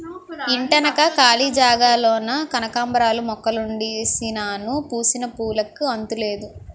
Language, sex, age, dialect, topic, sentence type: Telugu, female, 18-24, Utterandhra, agriculture, statement